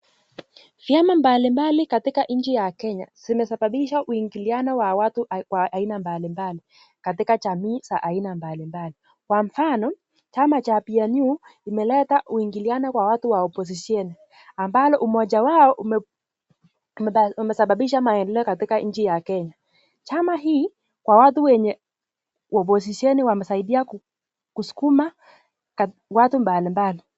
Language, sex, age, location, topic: Swahili, female, 18-24, Nakuru, government